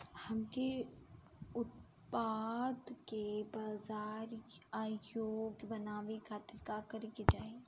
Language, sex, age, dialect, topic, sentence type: Bhojpuri, female, 31-35, Southern / Standard, agriculture, question